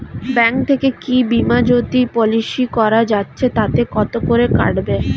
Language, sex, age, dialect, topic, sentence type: Bengali, female, 25-30, Standard Colloquial, banking, question